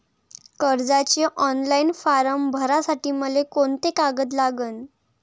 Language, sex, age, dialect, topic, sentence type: Marathi, female, 18-24, Varhadi, banking, question